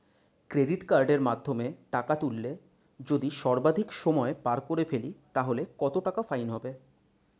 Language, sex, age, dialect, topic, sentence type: Bengali, male, 25-30, Standard Colloquial, banking, question